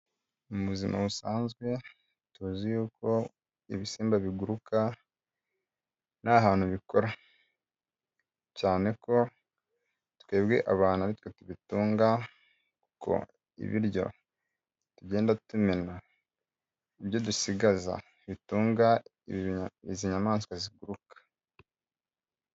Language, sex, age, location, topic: Kinyarwanda, male, 25-35, Kigali, agriculture